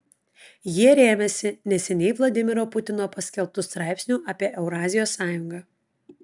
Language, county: Lithuanian, Klaipėda